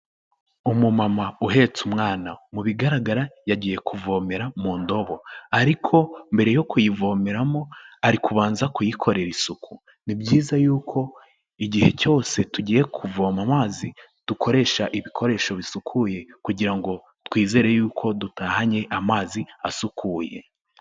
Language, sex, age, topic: Kinyarwanda, male, 18-24, health